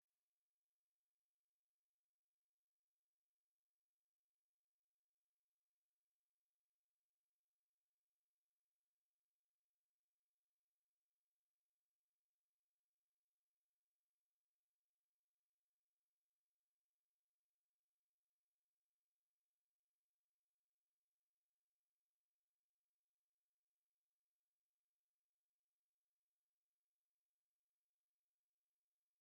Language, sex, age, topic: Kinyarwanda, female, 36-49, education